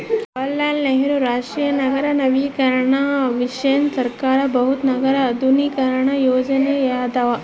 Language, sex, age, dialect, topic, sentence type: Kannada, female, 25-30, Central, banking, statement